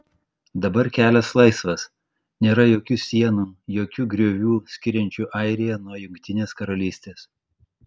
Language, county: Lithuanian, Klaipėda